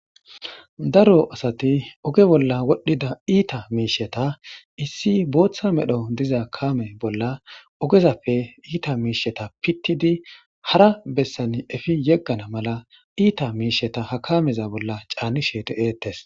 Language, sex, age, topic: Gamo, female, 25-35, government